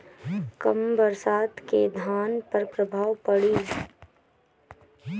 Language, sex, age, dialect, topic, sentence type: Bhojpuri, female, 18-24, Northern, agriculture, question